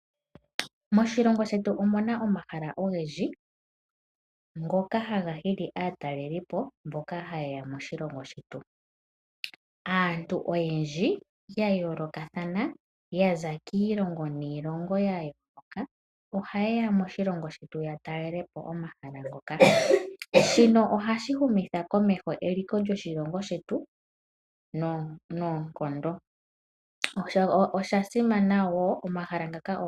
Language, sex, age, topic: Oshiwambo, female, 18-24, agriculture